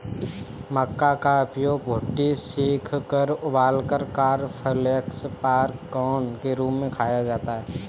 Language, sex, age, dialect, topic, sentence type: Hindi, male, 18-24, Kanauji Braj Bhasha, agriculture, statement